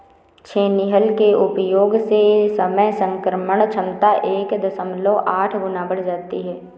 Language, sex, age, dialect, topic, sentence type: Hindi, female, 18-24, Awadhi Bundeli, agriculture, statement